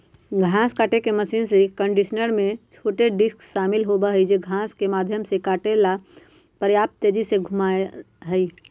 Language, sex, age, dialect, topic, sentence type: Magahi, female, 46-50, Western, agriculture, statement